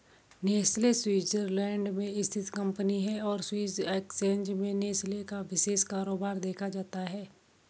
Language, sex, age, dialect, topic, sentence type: Hindi, female, 31-35, Garhwali, banking, statement